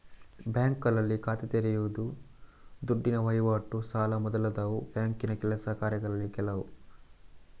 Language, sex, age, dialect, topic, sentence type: Kannada, male, 46-50, Coastal/Dakshin, banking, statement